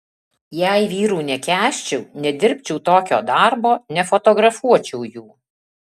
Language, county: Lithuanian, Alytus